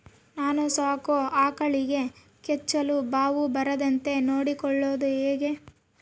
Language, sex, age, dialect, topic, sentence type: Kannada, female, 18-24, Central, agriculture, question